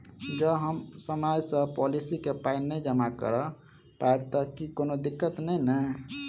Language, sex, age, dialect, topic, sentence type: Maithili, male, 31-35, Southern/Standard, banking, question